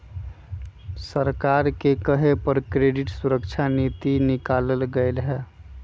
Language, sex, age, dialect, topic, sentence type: Magahi, male, 25-30, Western, banking, statement